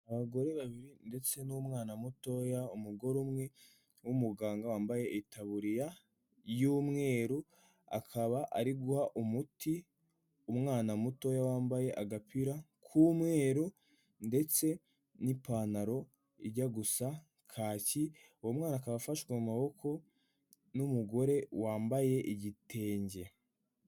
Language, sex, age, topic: Kinyarwanda, male, 18-24, health